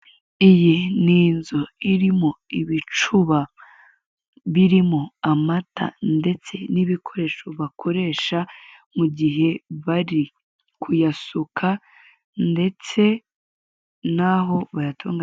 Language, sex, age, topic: Kinyarwanda, female, 18-24, finance